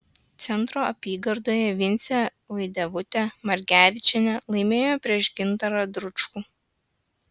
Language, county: Lithuanian, Klaipėda